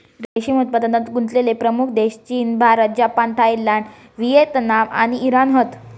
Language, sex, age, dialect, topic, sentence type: Marathi, female, 46-50, Southern Konkan, agriculture, statement